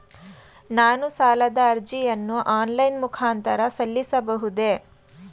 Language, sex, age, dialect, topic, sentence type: Kannada, female, 31-35, Mysore Kannada, banking, question